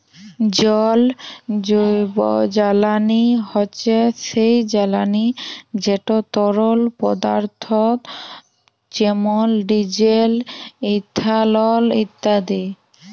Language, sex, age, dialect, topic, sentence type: Bengali, female, 18-24, Jharkhandi, agriculture, statement